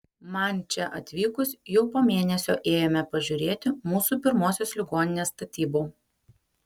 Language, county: Lithuanian, Panevėžys